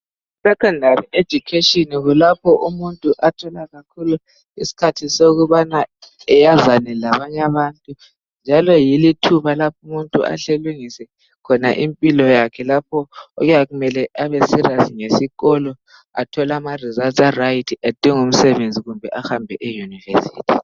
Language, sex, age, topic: North Ndebele, male, 18-24, education